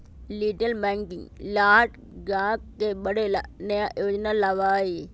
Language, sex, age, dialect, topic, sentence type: Magahi, male, 25-30, Western, banking, statement